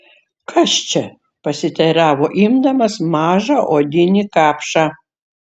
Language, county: Lithuanian, Šiauliai